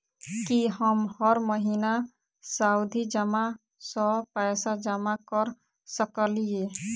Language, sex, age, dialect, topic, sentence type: Maithili, female, 18-24, Southern/Standard, banking, question